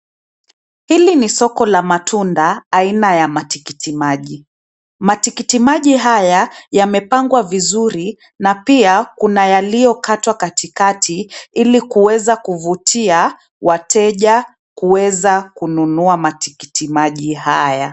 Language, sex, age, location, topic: Swahili, female, 25-35, Nairobi, finance